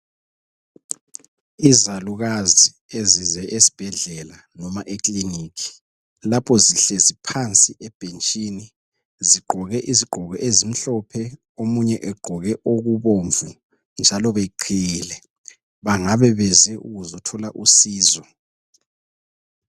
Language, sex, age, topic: North Ndebele, male, 36-49, health